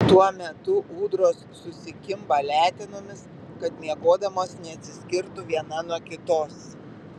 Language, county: Lithuanian, Vilnius